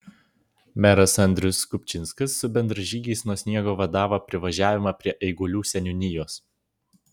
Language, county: Lithuanian, Vilnius